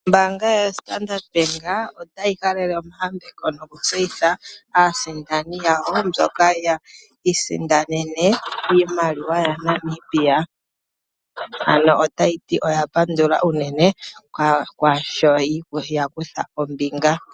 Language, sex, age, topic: Oshiwambo, male, 25-35, finance